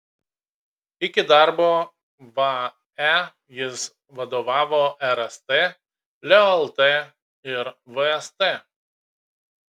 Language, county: Lithuanian, Kaunas